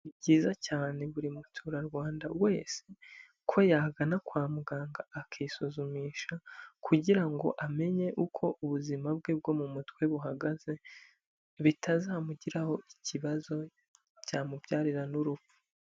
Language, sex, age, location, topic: Kinyarwanda, male, 25-35, Huye, health